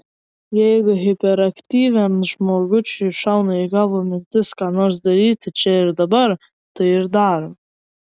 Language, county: Lithuanian, Vilnius